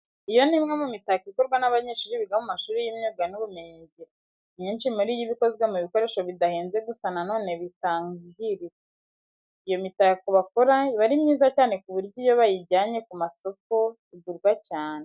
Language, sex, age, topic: Kinyarwanda, female, 18-24, education